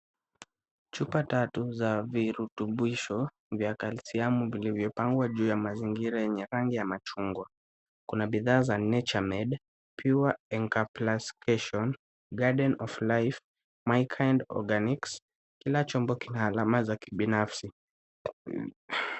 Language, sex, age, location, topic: Swahili, male, 36-49, Kisumu, health